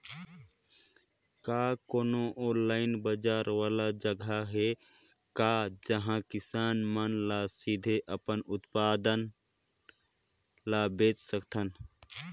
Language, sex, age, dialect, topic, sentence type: Chhattisgarhi, male, 25-30, Northern/Bhandar, agriculture, statement